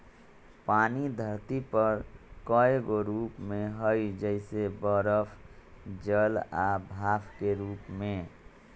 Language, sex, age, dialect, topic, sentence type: Magahi, male, 41-45, Western, agriculture, statement